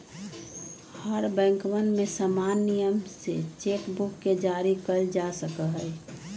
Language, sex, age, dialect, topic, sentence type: Magahi, female, 36-40, Western, banking, statement